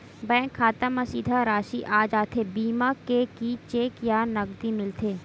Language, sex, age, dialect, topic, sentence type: Chhattisgarhi, female, 18-24, Western/Budati/Khatahi, banking, question